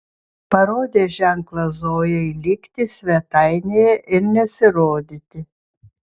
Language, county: Lithuanian, Vilnius